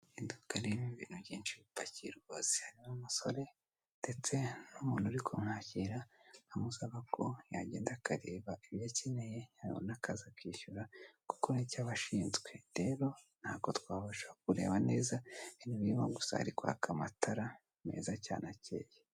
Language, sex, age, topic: Kinyarwanda, male, 18-24, finance